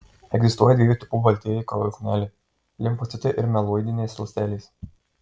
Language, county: Lithuanian, Marijampolė